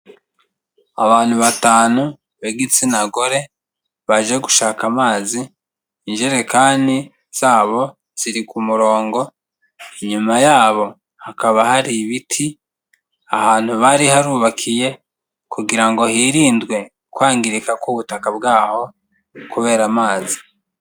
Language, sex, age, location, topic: Kinyarwanda, male, 25-35, Kigali, health